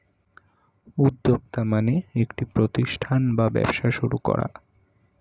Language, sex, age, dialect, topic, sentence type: Bengali, male, 18-24, Standard Colloquial, banking, statement